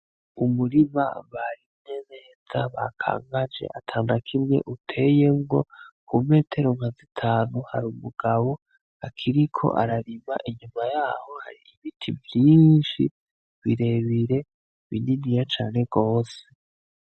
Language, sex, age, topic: Rundi, male, 18-24, agriculture